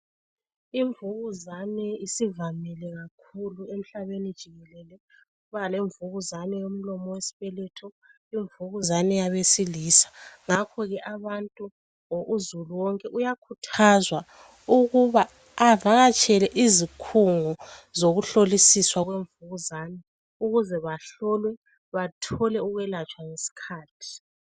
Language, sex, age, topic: North Ndebele, female, 36-49, health